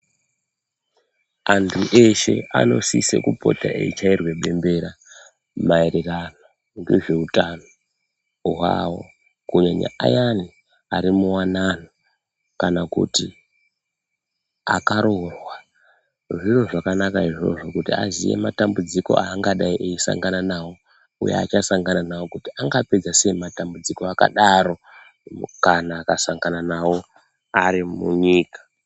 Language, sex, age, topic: Ndau, male, 18-24, health